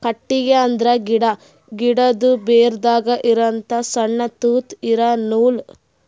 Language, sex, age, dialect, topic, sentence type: Kannada, female, 18-24, Northeastern, agriculture, statement